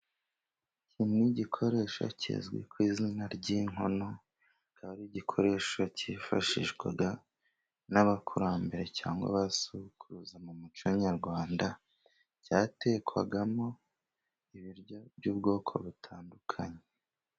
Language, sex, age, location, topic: Kinyarwanda, male, 25-35, Musanze, government